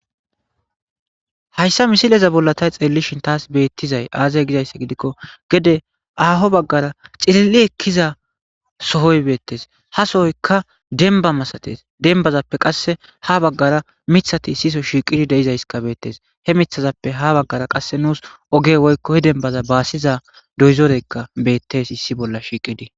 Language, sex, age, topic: Gamo, male, 25-35, agriculture